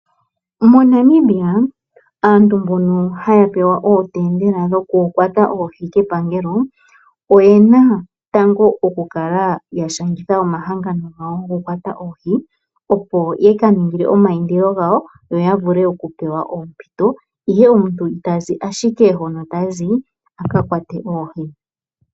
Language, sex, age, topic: Oshiwambo, male, 25-35, agriculture